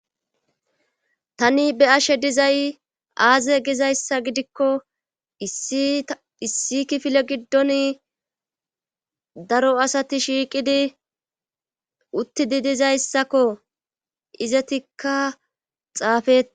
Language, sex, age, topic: Gamo, female, 25-35, government